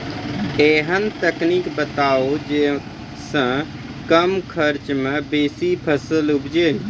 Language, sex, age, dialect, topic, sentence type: Maithili, male, 18-24, Angika, agriculture, question